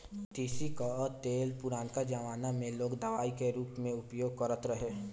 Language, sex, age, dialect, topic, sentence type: Bhojpuri, male, 18-24, Northern, agriculture, statement